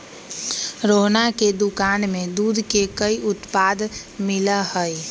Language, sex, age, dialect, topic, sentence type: Magahi, female, 18-24, Western, agriculture, statement